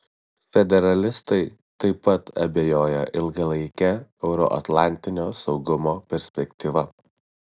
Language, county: Lithuanian, Šiauliai